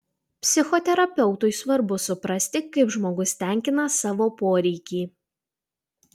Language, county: Lithuanian, Utena